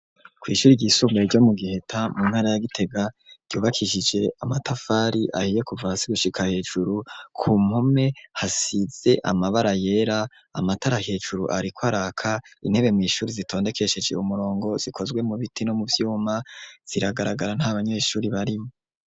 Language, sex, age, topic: Rundi, male, 25-35, education